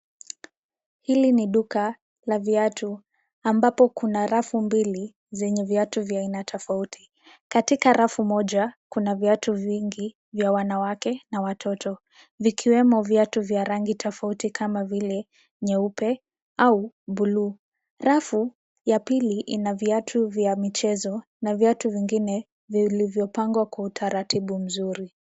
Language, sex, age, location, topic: Swahili, female, 18-24, Nairobi, finance